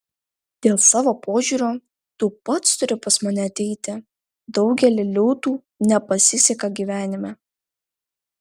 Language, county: Lithuanian, Vilnius